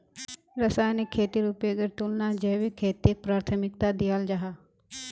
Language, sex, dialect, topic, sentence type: Magahi, female, Northeastern/Surjapuri, agriculture, statement